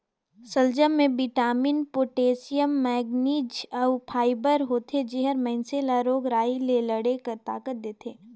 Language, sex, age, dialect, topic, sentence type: Chhattisgarhi, female, 18-24, Northern/Bhandar, agriculture, statement